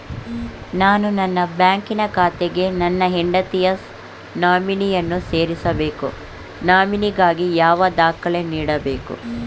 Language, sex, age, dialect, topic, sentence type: Kannada, male, 18-24, Mysore Kannada, banking, question